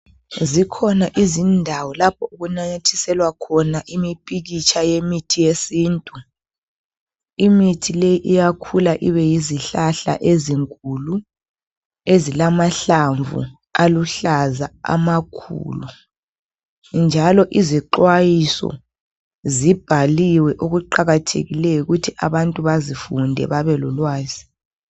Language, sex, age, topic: North Ndebele, female, 25-35, health